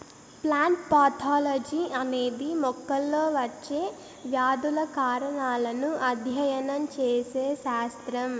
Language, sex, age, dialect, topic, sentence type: Telugu, female, 18-24, Southern, agriculture, statement